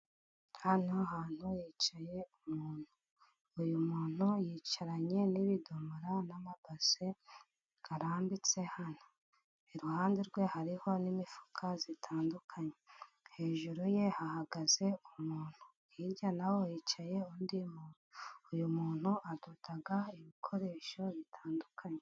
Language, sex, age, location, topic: Kinyarwanda, female, 36-49, Musanze, finance